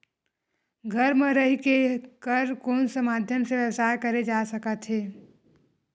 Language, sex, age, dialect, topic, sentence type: Chhattisgarhi, female, 31-35, Western/Budati/Khatahi, agriculture, question